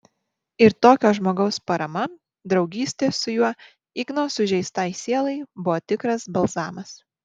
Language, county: Lithuanian, Marijampolė